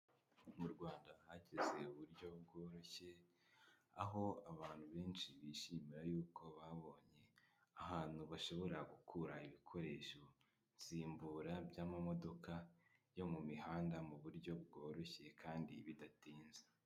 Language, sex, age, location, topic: Kinyarwanda, male, 18-24, Kigali, finance